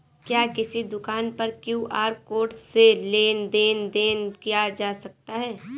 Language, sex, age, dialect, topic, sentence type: Hindi, female, 18-24, Awadhi Bundeli, banking, question